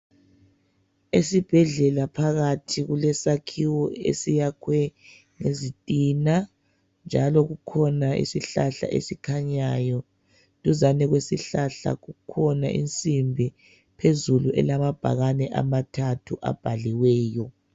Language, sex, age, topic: North Ndebele, female, 36-49, health